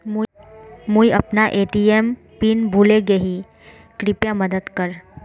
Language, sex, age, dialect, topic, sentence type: Magahi, female, 25-30, Northeastern/Surjapuri, banking, statement